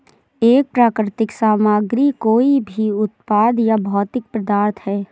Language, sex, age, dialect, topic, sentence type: Hindi, female, 18-24, Awadhi Bundeli, agriculture, statement